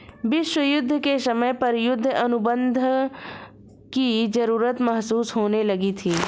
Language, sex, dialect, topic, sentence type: Hindi, female, Marwari Dhudhari, banking, statement